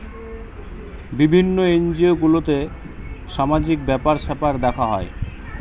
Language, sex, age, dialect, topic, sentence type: Bengali, male, 18-24, Western, banking, statement